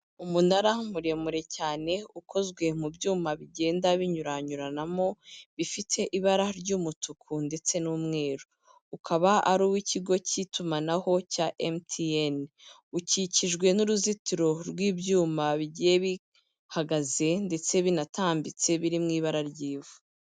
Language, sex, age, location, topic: Kinyarwanda, female, 25-35, Kigali, government